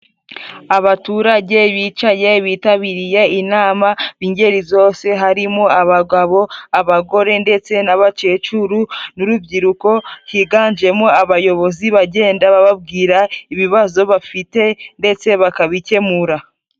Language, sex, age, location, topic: Kinyarwanda, female, 18-24, Musanze, government